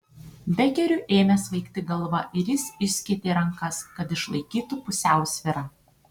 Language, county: Lithuanian, Tauragė